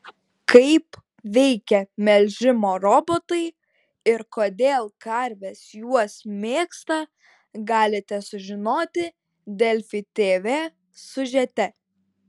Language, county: Lithuanian, Šiauliai